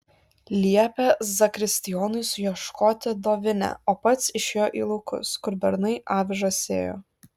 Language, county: Lithuanian, Kaunas